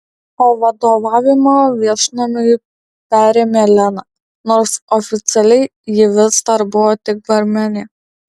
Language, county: Lithuanian, Alytus